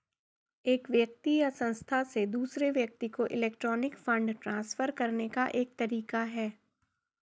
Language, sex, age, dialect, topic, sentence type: Hindi, female, 51-55, Garhwali, banking, statement